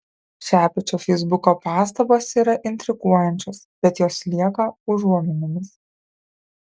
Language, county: Lithuanian, Kaunas